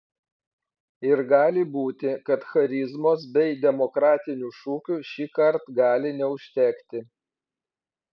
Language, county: Lithuanian, Vilnius